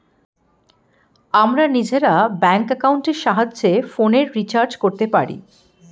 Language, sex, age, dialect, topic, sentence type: Bengali, female, 51-55, Standard Colloquial, banking, statement